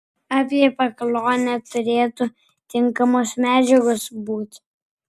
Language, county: Lithuanian, Vilnius